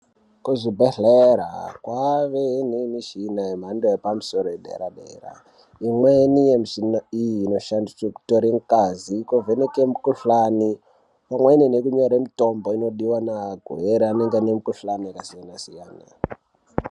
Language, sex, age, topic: Ndau, male, 36-49, health